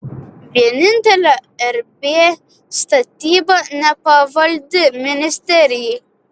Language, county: Lithuanian, Vilnius